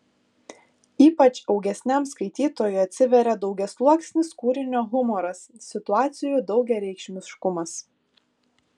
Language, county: Lithuanian, Kaunas